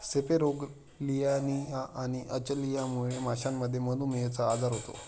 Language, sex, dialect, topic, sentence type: Marathi, male, Standard Marathi, agriculture, statement